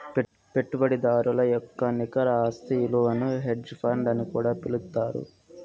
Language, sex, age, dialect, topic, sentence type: Telugu, male, 46-50, Southern, banking, statement